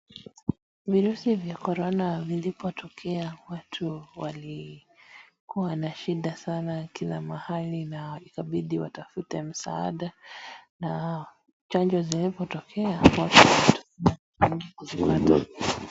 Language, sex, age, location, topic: Swahili, female, 25-35, Wajir, health